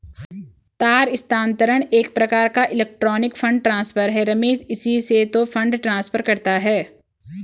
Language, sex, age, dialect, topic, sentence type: Hindi, female, 25-30, Garhwali, banking, statement